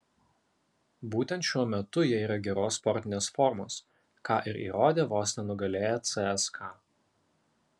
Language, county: Lithuanian, Alytus